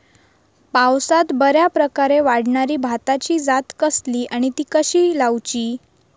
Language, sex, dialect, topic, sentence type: Marathi, female, Southern Konkan, agriculture, question